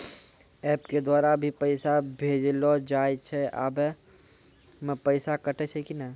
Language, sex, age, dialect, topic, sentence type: Maithili, male, 46-50, Angika, banking, question